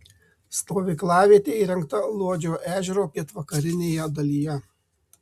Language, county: Lithuanian, Marijampolė